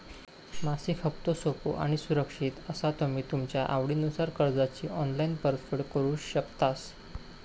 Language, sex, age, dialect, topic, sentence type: Marathi, male, 25-30, Southern Konkan, banking, statement